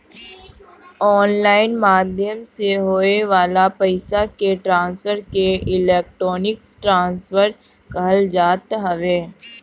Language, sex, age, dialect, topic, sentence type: Bhojpuri, male, 31-35, Northern, banking, statement